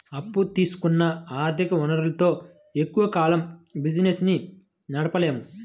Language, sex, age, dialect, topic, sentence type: Telugu, male, 25-30, Central/Coastal, banking, statement